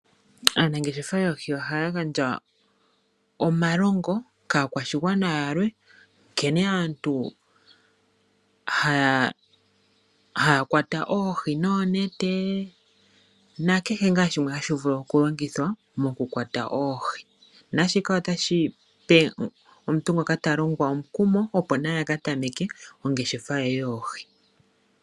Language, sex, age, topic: Oshiwambo, female, 25-35, agriculture